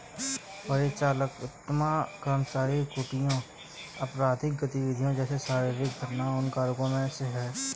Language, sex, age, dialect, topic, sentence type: Hindi, male, 18-24, Kanauji Braj Bhasha, banking, statement